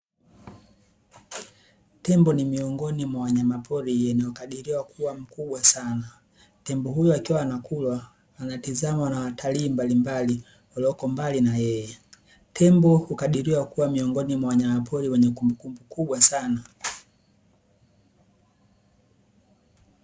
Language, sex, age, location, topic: Swahili, male, 18-24, Dar es Salaam, agriculture